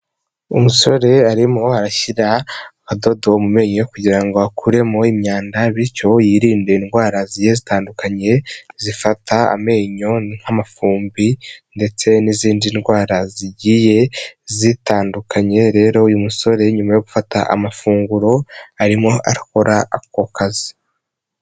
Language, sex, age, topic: Kinyarwanda, male, 18-24, health